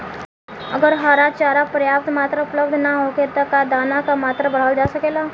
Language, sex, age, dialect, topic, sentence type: Bhojpuri, female, 18-24, Southern / Standard, agriculture, question